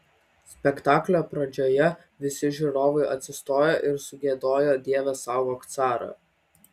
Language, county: Lithuanian, Vilnius